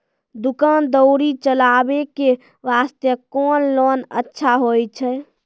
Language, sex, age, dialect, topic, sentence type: Maithili, female, 18-24, Angika, banking, question